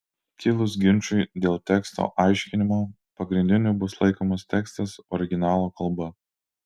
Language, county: Lithuanian, Alytus